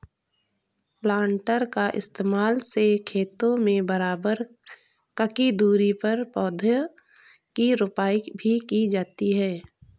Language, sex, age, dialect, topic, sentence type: Hindi, female, 18-24, Kanauji Braj Bhasha, agriculture, statement